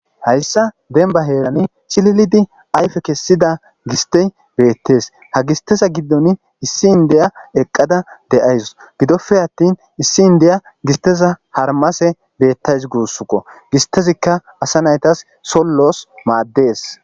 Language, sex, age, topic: Gamo, male, 25-35, agriculture